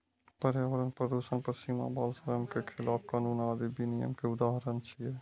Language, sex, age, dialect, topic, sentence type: Maithili, male, 25-30, Eastern / Thethi, banking, statement